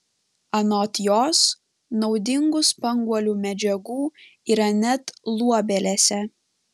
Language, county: Lithuanian, Panevėžys